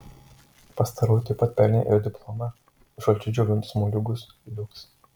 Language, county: Lithuanian, Marijampolė